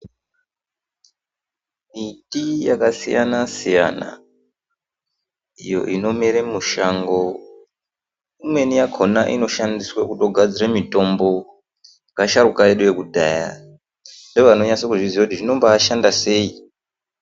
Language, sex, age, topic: Ndau, male, 18-24, health